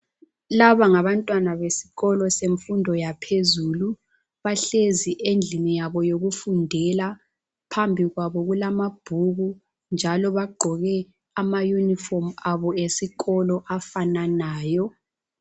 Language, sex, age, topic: North Ndebele, female, 18-24, education